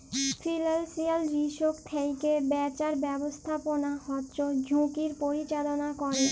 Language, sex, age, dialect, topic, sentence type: Bengali, female, 18-24, Jharkhandi, banking, statement